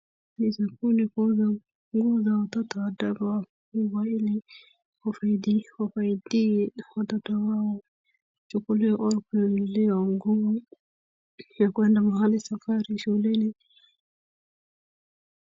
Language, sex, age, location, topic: Swahili, female, 25-35, Wajir, finance